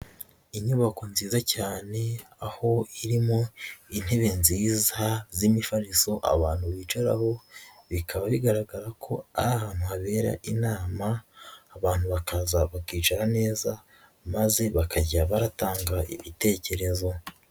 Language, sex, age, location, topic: Kinyarwanda, male, 25-35, Huye, education